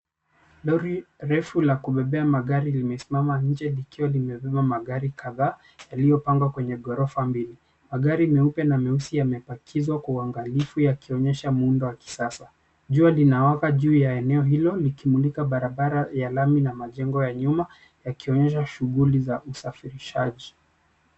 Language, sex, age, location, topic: Swahili, male, 25-35, Nairobi, finance